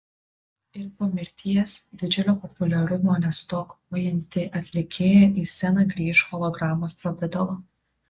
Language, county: Lithuanian, Vilnius